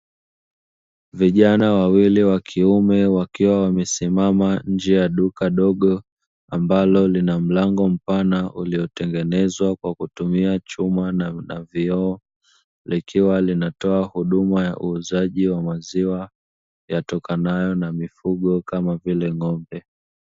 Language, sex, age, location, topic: Swahili, male, 25-35, Dar es Salaam, finance